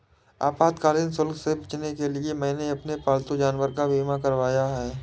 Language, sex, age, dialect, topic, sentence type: Hindi, male, 18-24, Awadhi Bundeli, banking, statement